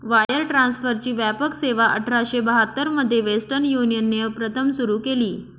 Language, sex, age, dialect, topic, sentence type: Marathi, female, 25-30, Northern Konkan, banking, statement